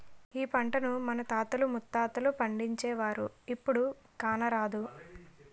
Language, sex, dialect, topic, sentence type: Telugu, female, Utterandhra, agriculture, statement